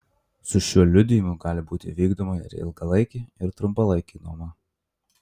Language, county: Lithuanian, Marijampolė